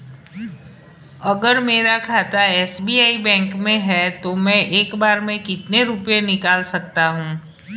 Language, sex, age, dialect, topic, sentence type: Hindi, female, 51-55, Marwari Dhudhari, banking, question